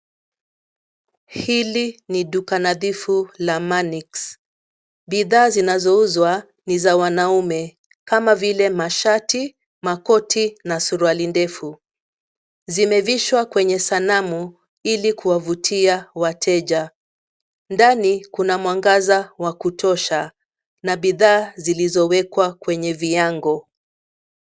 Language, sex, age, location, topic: Swahili, female, 50+, Nairobi, finance